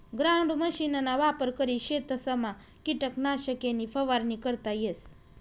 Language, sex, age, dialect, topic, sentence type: Marathi, female, 25-30, Northern Konkan, agriculture, statement